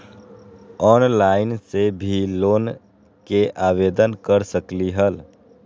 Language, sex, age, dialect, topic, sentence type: Magahi, male, 18-24, Western, banking, question